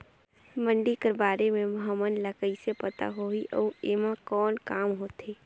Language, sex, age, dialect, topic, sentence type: Chhattisgarhi, female, 18-24, Northern/Bhandar, agriculture, question